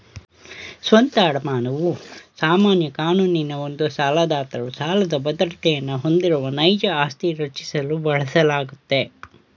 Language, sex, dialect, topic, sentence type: Kannada, male, Mysore Kannada, banking, statement